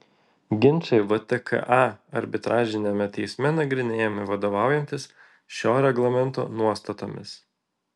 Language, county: Lithuanian, Vilnius